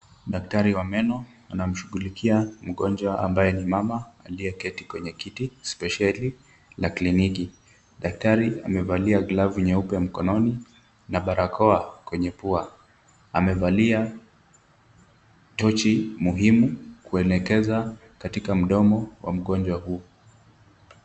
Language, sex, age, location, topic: Swahili, male, 18-24, Kisumu, health